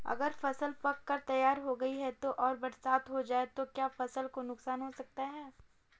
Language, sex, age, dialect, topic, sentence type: Hindi, female, 25-30, Kanauji Braj Bhasha, agriculture, question